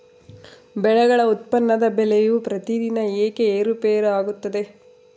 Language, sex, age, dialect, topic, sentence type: Kannada, female, 36-40, Central, agriculture, question